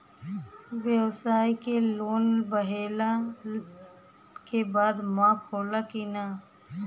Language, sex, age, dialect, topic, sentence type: Bhojpuri, female, 31-35, Western, banking, question